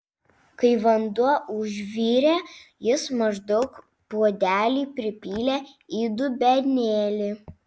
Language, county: Lithuanian, Vilnius